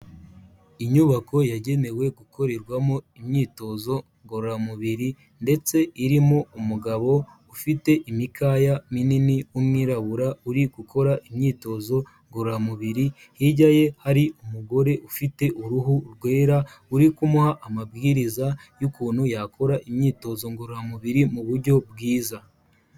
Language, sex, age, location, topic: Kinyarwanda, male, 18-24, Kigali, health